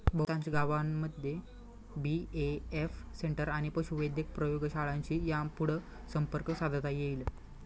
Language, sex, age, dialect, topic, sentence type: Marathi, male, 25-30, Standard Marathi, agriculture, statement